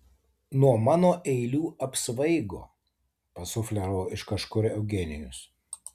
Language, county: Lithuanian, Tauragė